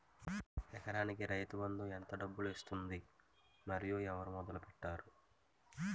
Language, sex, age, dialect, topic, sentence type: Telugu, male, 18-24, Utterandhra, agriculture, question